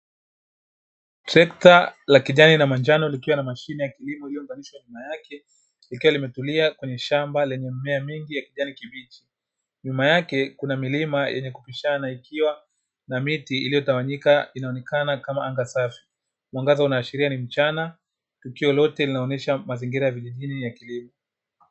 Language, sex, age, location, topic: Swahili, male, 25-35, Dar es Salaam, agriculture